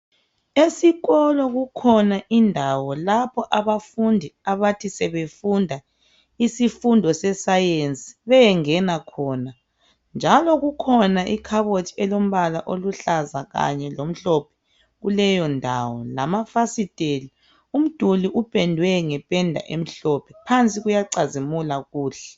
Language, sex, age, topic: North Ndebele, female, 25-35, education